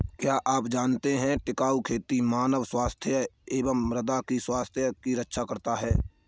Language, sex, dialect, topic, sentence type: Hindi, male, Kanauji Braj Bhasha, agriculture, statement